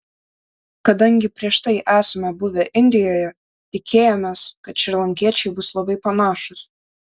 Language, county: Lithuanian, Vilnius